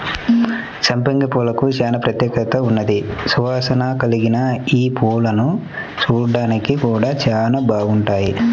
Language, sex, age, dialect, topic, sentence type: Telugu, male, 25-30, Central/Coastal, agriculture, statement